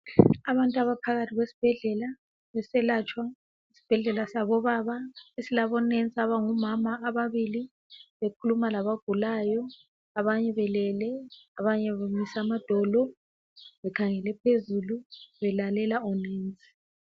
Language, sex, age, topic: North Ndebele, female, 36-49, health